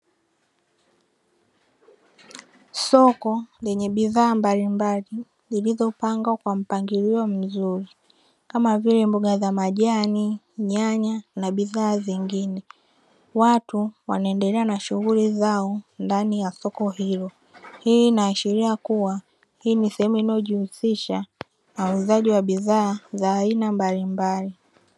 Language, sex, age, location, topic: Swahili, female, 18-24, Dar es Salaam, finance